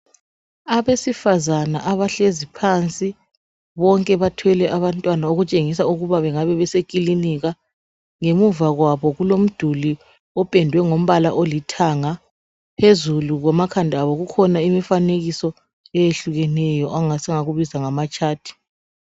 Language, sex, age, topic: North Ndebele, female, 25-35, health